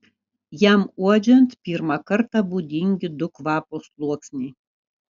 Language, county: Lithuanian, Kaunas